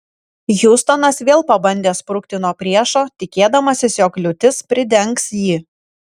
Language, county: Lithuanian, Kaunas